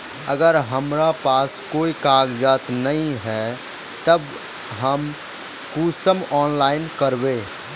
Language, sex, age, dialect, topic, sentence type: Magahi, male, 18-24, Northeastern/Surjapuri, banking, question